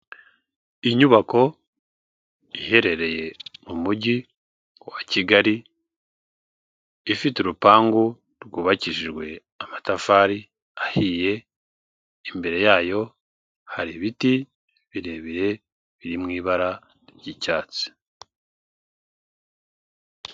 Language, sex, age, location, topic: Kinyarwanda, male, 36-49, Kigali, health